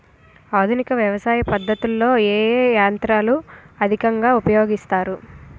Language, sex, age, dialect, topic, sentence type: Telugu, female, 18-24, Utterandhra, agriculture, question